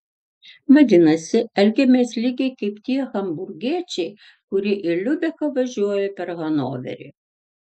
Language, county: Lithuanian, Tauragė